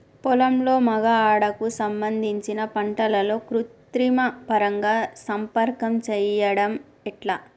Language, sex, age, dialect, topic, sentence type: Telugu, female, 31-35, Telangana, agriculture, question